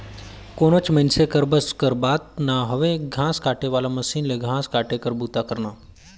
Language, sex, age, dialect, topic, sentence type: Chhattisgarhi, male, 25-30, Northern/Bhandar, agriculture, statement